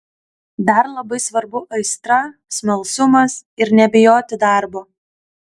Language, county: Lithuanian, Kaunas